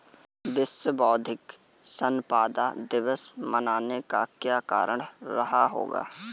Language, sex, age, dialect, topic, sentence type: Hindi, male, 18-24, Marwari Dhudhari, banking, statement